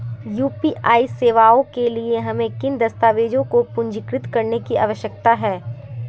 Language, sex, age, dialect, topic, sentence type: Hindi, female, 18-24, Marwari Dhudhari, banking, question